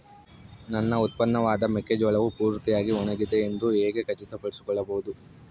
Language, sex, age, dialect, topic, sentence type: Kannada, male, 25-30, Central, agriculture, question